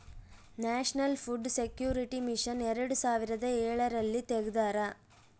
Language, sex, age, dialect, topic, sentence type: Kannada, female, 18-24, Central, agriculture, statement